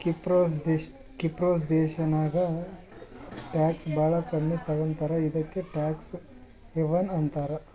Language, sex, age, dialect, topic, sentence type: Kannada, male, 25-30, Northeastern, banking, statement